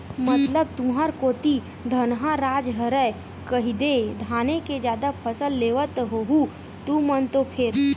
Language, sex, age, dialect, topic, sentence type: Chhattisgarhi, female, 18-24, Western/Budati/Khatahi, agriculture, statement